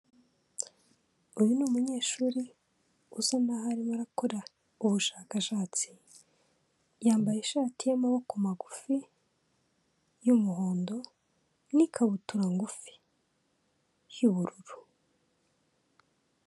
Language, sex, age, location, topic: Kinyarwanda, female, 18-24, Kigali, health